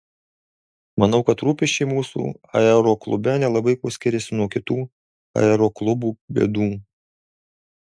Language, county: Lithuanian, Alytus